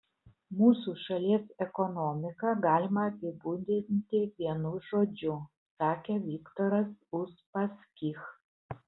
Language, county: Lithuanian, Utena